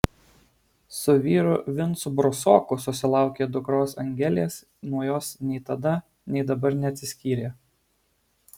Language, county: Lithuanian, Alytus